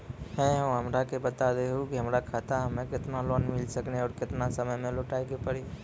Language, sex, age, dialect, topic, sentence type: Maithili, male, 25-30, Angika, banking, question